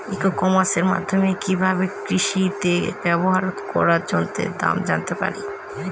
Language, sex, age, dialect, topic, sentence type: Bengali, female, 25-30, Northern/Varendri, agriculture, question